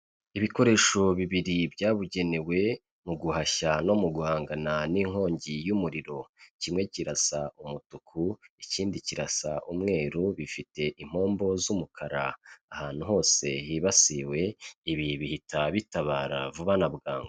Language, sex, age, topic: Kinyarwanda, male, 25-35, government